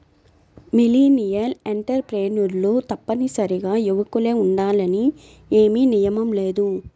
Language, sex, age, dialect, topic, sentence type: Telugu, female, 25-30, Central/Coastal, banking, statement